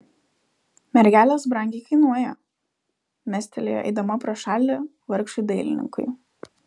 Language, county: Lithuanian, Vilnius